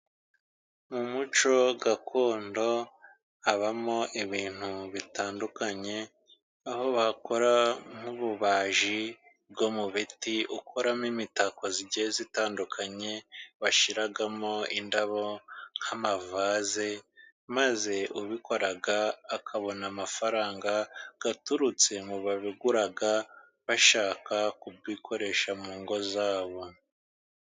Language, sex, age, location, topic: Kinyarwanda, male, 50+, Musanze, government